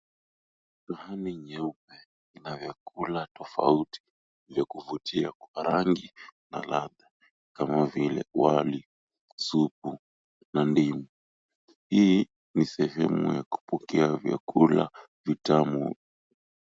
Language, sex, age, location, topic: Swahili, male, 18-24, Mombasa, agriculture